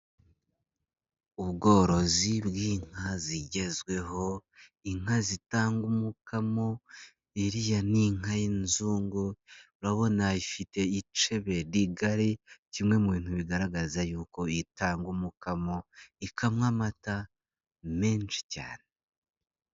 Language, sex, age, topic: Kinyarwanda, male, 25-35, agriculture